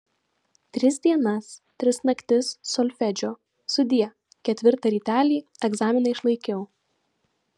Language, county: Lithuanian, Vilnius